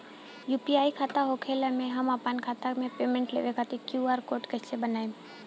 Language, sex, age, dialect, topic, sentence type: Bhojpuri, female, 18-24, Southern / Standard, banking, question